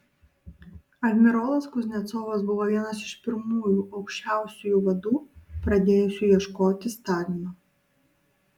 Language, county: Lithuanian, Utena